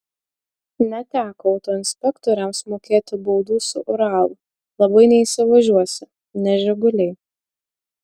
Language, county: Lithuanian, Utena